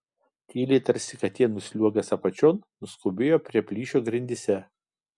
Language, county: Lithuanian, Kaunas